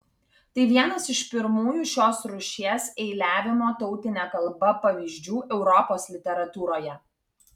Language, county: Lithuanian, Kaunas